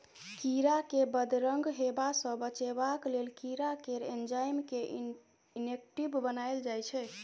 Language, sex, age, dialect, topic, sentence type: Maithili, female, 18-24, Bajjika, agriculture, statement